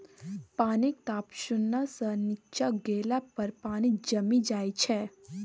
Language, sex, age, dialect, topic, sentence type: Maithili, female, 18-24, Bajjika, agriculture, statement